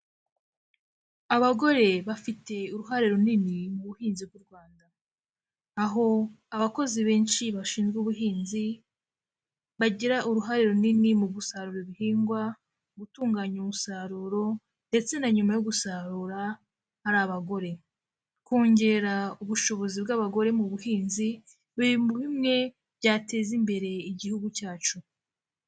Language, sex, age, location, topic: Kinyarwanda, female, 18-24, Kigali, health